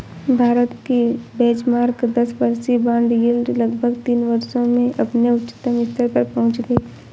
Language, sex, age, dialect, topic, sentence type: Hindi, female, 18-24, Awadhi Bundeli, agriculture, statement